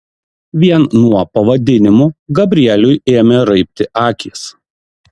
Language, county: Lithuanian, Kaunas